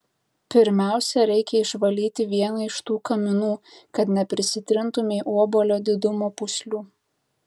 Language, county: Lithuanian, Tauragė